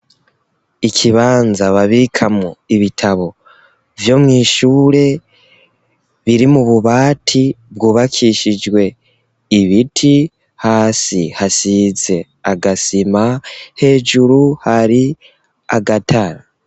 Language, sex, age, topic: Rundi, female, 25-35, education